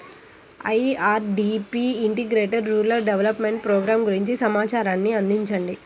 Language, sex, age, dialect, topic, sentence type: Telugu, female, 18-24, Central/Coastal, agriculture, question